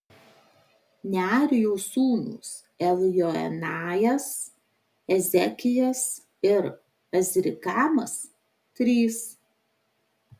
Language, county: Lithuanian, Marijampolė